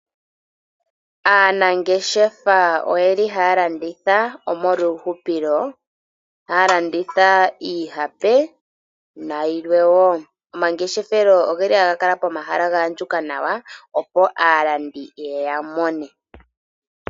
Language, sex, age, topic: Oshiwambo, female, 18-24, finance